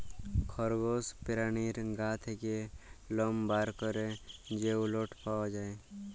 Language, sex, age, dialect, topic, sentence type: Bengali, male, 41-45, Jharkhandi, agriculture, statement